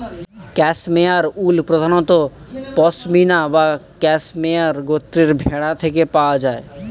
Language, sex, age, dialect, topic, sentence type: Bengali, male, 18-24, Northern/Varendri, agriculture, statement